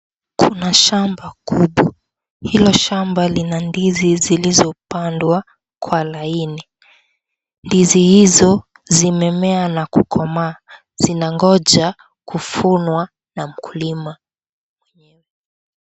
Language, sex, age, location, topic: Swahili, female, 18-24, Kisii, agriculture